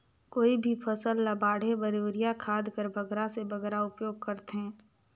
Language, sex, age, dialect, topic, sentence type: Chhattisgarhi, female, 18-24, Northern/Bhandar, agriculture, question